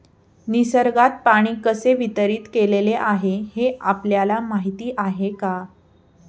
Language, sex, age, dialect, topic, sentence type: Marathi, female, 18-24, Standard Marathi, agriculture, statement